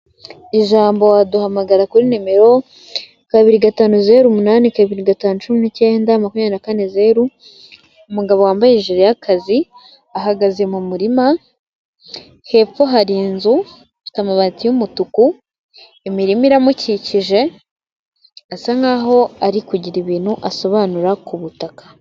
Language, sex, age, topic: Kinyarwanda, female, 18-24, finance